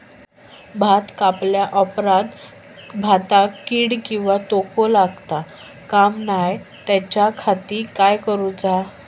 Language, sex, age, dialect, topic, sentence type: Marathi, female, 18-24, Southern Konkan, agriculture, question